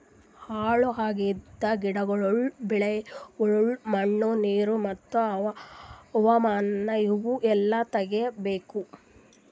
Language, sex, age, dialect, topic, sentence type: Kannada, female, 31-35, Northeastern, agriculture, statement